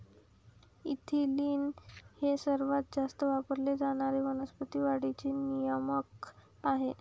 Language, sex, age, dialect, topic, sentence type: Marathi, female, 18-24, Varhadi, agriculture, statement